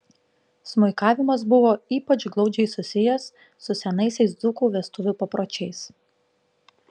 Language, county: Lithuanian, Panevėžys